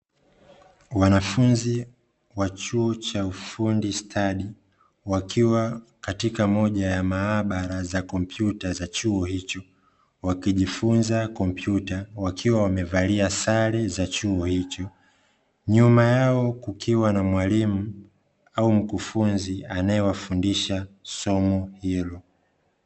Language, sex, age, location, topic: Swahili, male, 25-35, Dar es Salaam, education